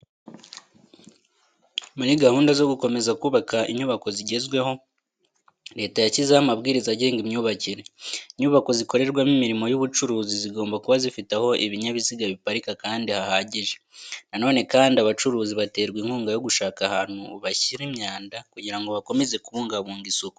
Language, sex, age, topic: Kinyarwanda, male, 18-24, education